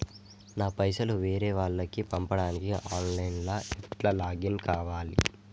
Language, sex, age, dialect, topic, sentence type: Telugu, male, 51-55, Telangana, banking, question